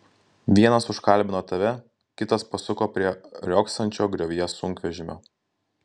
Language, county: Lithuanian, Klaipėda